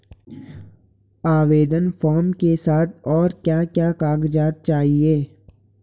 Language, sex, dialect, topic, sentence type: Hindi, male, Garhwali, banking, question